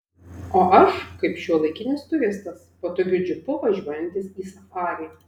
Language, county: Lithuanian, Vilnius